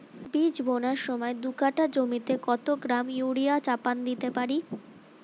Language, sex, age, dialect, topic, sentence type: Bengali, female, 18-24, Standard Colloquial, agriculture, question